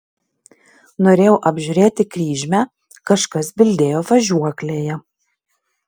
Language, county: Lithuanian, Vilnius